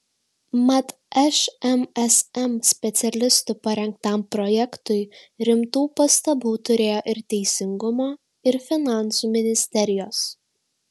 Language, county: Lithuanian, Šiauliai